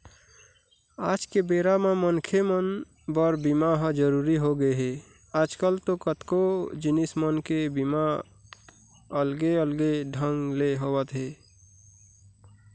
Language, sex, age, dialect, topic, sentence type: Chhattisgarhi, male, 41-45, Eastern, banking, statement